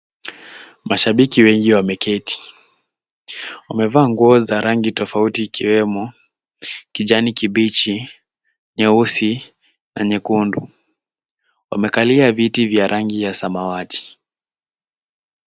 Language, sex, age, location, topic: Swahili, male, 18-24, Kisumu, government